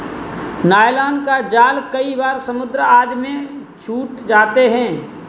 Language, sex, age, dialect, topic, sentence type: Hindi, male, 18-24, Kanauji Braj Bhasha, agriculture, statement